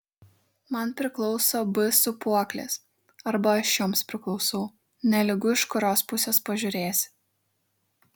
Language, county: Lithuanian, Šiauliai